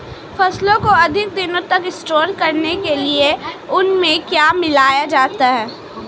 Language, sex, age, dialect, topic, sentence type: Hindi, female, 18-24, Marwari Dhudhari, agriculture, question